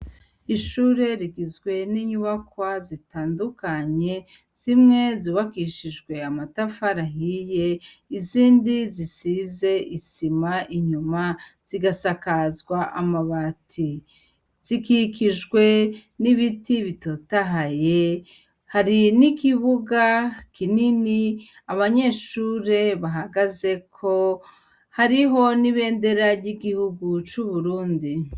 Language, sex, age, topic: Rundi, female, 36-49, education